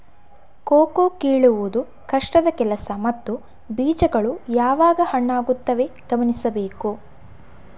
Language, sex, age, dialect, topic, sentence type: Kannada, female, 51-55, Coastal/Dakshin, agriculture, statement